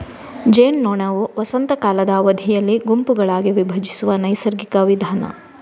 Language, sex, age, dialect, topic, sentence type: Kannada, female, 18-24, Coastal/Dakshin, agriculture, statement